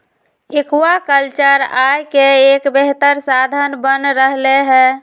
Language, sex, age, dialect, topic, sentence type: Magahi, female, 25-30, Western, agriculture, statement